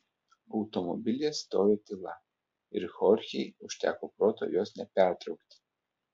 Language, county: Lithuanian, Telšiai